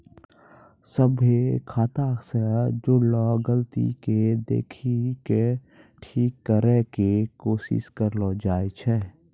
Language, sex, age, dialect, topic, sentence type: Maithili, male, 56-60, Angika, banking, statement